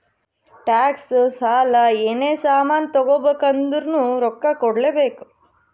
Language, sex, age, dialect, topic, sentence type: Kannada, female, 31-35, Northeastern, banking, statement